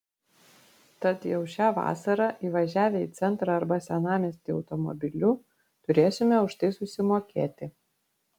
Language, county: Lithuanian, Vilnius